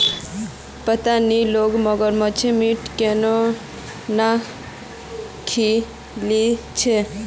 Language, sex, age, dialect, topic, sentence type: Magahi, male, 18-24, Northeastern/Surjapuri, agriculture, statement